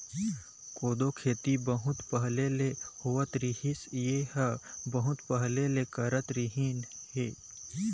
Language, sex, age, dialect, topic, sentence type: Chhattisgarhi, male, 18-24, Eastern, agriculture, statement